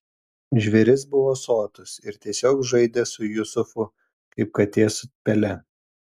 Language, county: Lithuanian, Telšiai